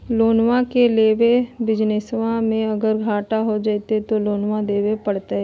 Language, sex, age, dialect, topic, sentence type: Magahi, female, 25-30, Southern, banking, question